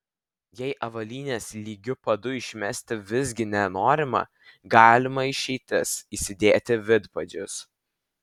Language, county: Lithuanian, Vilnius